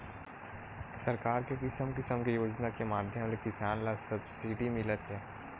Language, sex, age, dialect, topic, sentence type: Chhattisgarhi, male, 18-24, Western/Budati/Khatahi, agriculture, statement